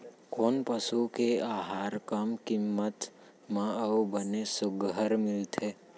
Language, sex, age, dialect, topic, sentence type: Chhattisgarhi, male, 18-24, Central, agriculture, question